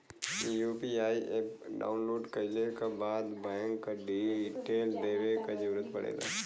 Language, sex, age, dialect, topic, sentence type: Bhojpuri, male, 25-30, Western, banking, statement